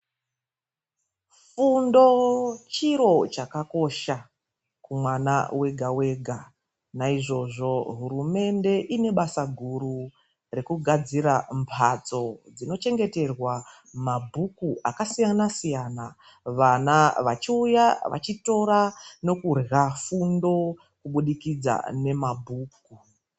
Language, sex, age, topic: Ndau, female, 36-49, education